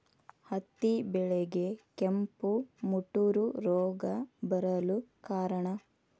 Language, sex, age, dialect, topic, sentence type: Kannada, female, 36-40, Dharwad Kannada, agriculture, question